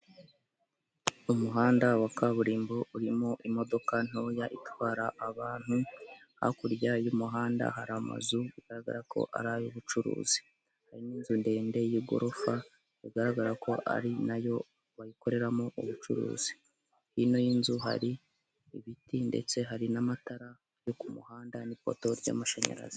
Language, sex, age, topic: Kinyarwanda, male, 18-24, government